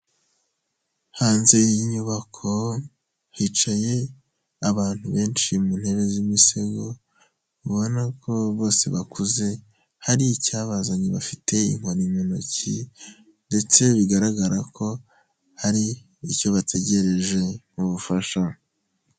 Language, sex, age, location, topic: Kinyarwanda, male, 18-24, Huye, health